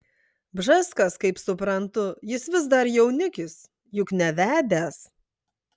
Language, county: Lithuanian, Klaipėda